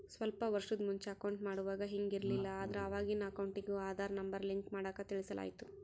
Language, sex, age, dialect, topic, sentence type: Kannada, female, 18-24, Central, banking, statement